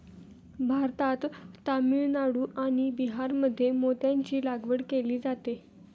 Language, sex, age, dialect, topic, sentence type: Marathi, female, 18-24, Standard Marathi, agriculture, statement